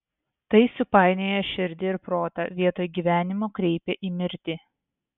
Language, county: Lithuanian, Vilnius